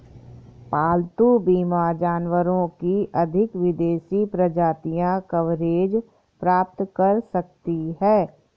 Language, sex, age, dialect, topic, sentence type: Hindi, female, 51-55, Awadhi Bundeli, banking, statement